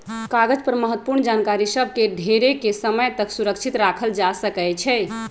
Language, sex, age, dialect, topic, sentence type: Magahi, male, 36-40, Western, agriculture, statement